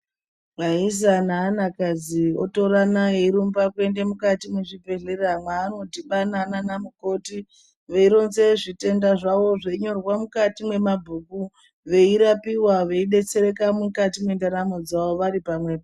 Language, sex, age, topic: Ndau, female, 36-49, health